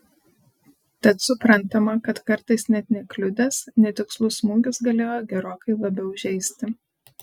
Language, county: Lithuanian, Panevėžys